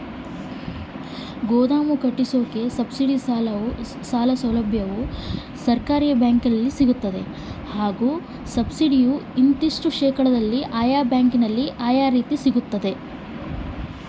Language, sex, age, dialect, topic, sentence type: Kannada, female, 25-30, Central, agriculture, question